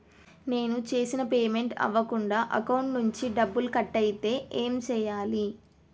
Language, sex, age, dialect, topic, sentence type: Telugu, female, 36-40, Telangana, banking, question